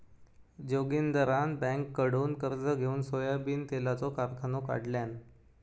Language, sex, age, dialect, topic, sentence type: Marathi, male, 25-30, Southern Konkan, agriculture, statement